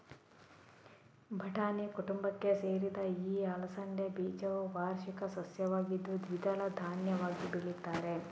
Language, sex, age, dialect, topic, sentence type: Kannada, female, 18-24, Coastal/Dakshin, agriculture, statement